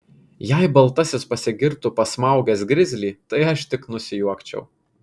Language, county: Lithuanian, Kaunas